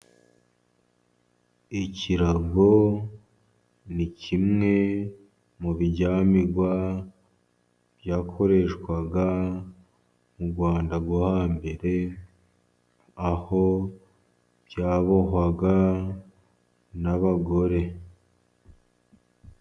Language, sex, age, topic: Kinyarwanda, male, 50+, government